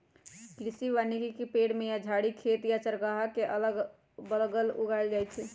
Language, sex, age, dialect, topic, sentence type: Magahi, female, 25-30, Western, agriculture, statement